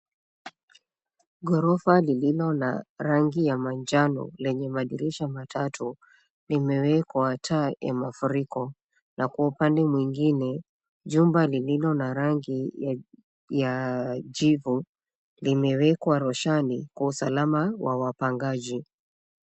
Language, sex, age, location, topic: Swahili, female, 25-35, Nairobi, finance